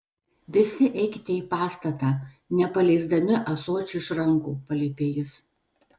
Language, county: Lithuanian, Telšiai